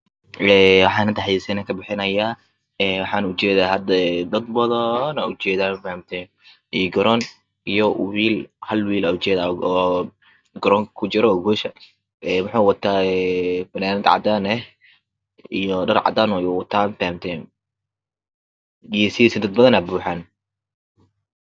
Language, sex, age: Somali, male, 25-35